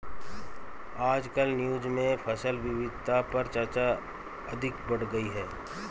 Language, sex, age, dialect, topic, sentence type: Hindi, male, 41-45, Marwari Dhudhari, agriculture, statement